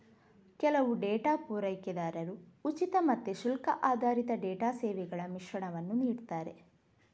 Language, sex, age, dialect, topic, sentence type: Kannada, female, 31-35, Coastal/Dakshin, banking, statement